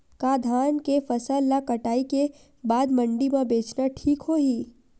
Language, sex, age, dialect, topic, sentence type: Chhattisgarhi, female, 18-24, Western/Budati/Khatahi, agriculture, question